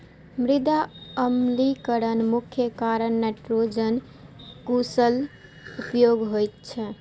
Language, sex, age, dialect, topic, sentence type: Maithili, female, 18-24, Eastern / Thethi, agriculture, statement